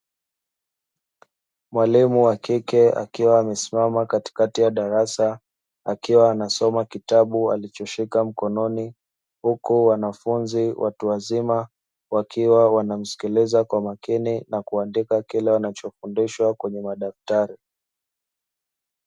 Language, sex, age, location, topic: Swahili, male, 25-35, Dar es Salaam, education